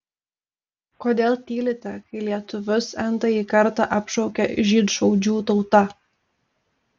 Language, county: Lithuanian, Telšiai